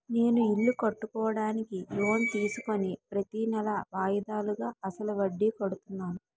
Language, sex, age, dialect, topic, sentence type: Telugu, female, 25-30, Utterandhra, banking, statement